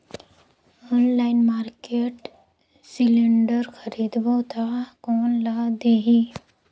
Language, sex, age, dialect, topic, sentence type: Chhattisgarhi, female, 18-24, Northern/Bhandar, agriculture, question